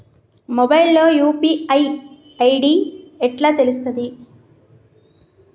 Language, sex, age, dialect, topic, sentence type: Telugu, female, 31-35, Telangana, banking, question